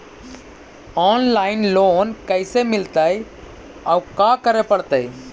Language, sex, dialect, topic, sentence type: Magahi, male, Central/Standard, banking, question